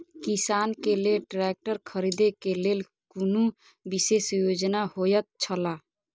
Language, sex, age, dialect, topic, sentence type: Maithili, female, 25-30, Eastern / Thethi, agriculture, statement